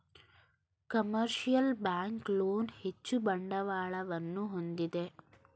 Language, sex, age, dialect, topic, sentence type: Kannada, female, 18-24, Mysore Kannada, banking, statement